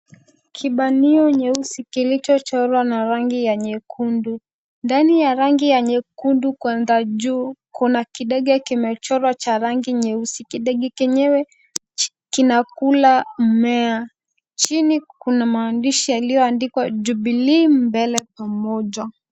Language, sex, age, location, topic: Swahili, female, 18-24, Kisumu, government